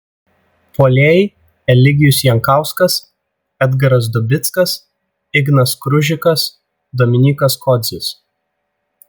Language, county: Lithuanian, Vilnius